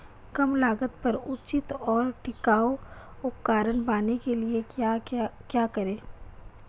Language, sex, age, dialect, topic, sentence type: Hindi, female, 25-30, Marwari Dhudhari, agriculture, question